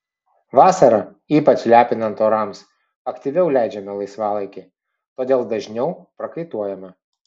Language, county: Lithuanian, Vilnius